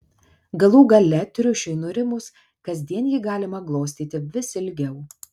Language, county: Lithuanian, Kaunas